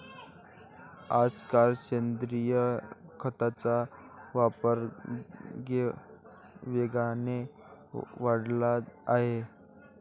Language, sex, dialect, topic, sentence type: Marathi, male, Varhadi, agriculture, statement